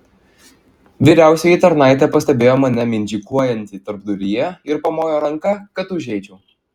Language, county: Lithuanian, Klaipėda